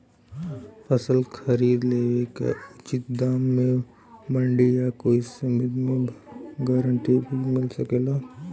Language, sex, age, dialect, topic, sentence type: Bhojpuri, male, 18-24, Western, agriculture, question